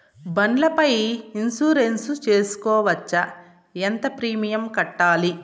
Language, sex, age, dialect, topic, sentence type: Telugu, female, 36-40, Southern, banking, question